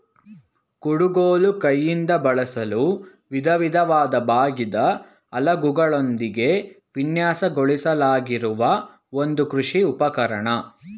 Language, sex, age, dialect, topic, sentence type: Kannada, male, 18-24, Mysore Kannada, agriculture, statement